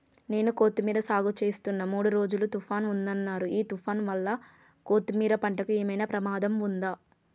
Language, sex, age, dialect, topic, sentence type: Telugu, female, 25-30, Telangana, agriculture, question